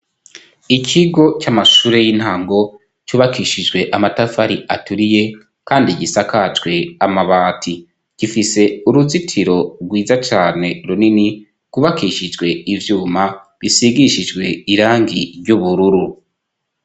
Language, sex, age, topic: Rundi, male, 25-35, education